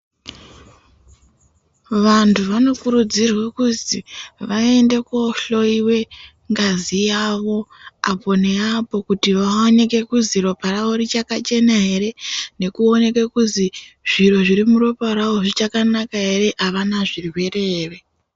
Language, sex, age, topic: Ndau, female, 18-24, health